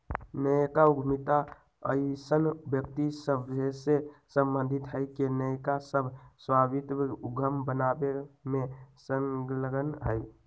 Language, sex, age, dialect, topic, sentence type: Magahi, male, 18-24, Western, banking, statement